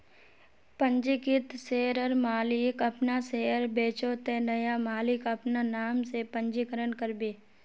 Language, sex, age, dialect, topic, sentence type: Magahi, female, 46-50, Northeastern/Surjapuri, banking, statement